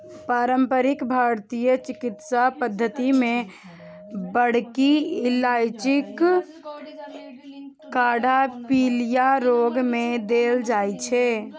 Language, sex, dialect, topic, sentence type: Maithili, female, Eastern / Thethi, agriculture, statement